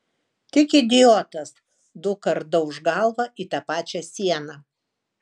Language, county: Lithuanian, Kaunas